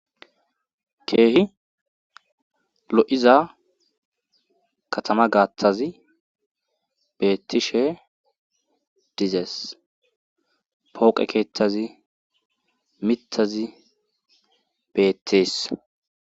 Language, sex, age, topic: Gamo, male, 18-24, government